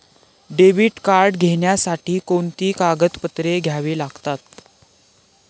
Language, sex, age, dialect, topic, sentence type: Marathi, male, 18-24, Standard Marathi, banking, question